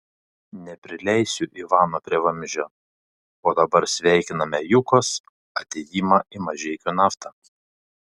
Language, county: Lithuanian, Panevėžys